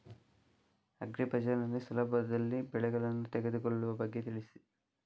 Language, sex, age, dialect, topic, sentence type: Kannada, male, 18-24, Coastal/Dakshin, agriculture, question